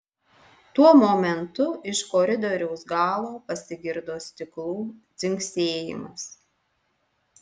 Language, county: Lithuanian, Alytus